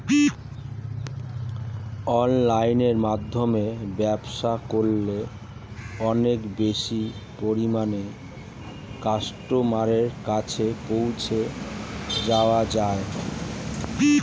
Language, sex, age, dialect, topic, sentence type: Bengali, male, 41-45, Standard Colloquial, agriculture, question